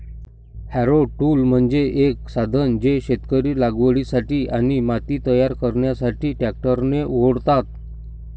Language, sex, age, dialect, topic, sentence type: Marathi, male, 60-100, Standard Marathi, agriculture, statement